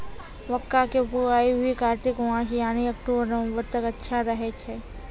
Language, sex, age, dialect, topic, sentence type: Maithili, female, 18-24, Angika, agriculture, question